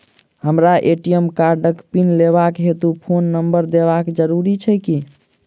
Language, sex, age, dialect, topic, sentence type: Maithili, male, 46-50, Southern/Standard, banking, question